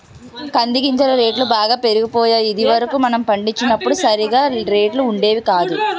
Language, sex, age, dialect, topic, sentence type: Telugu, female, 18-24, Utterandhra, agriculture, statement